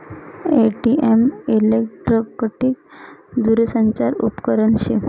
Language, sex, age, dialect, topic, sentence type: Marathi, female, 31-35, Northern Konkan, banking, statement